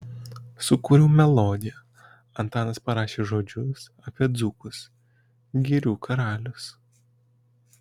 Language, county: Lithuanian, Kaunas